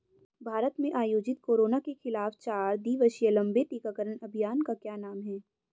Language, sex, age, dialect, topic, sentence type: Hindi, female, 18-24, Hindustani Malvi Khadi Boli, banking, question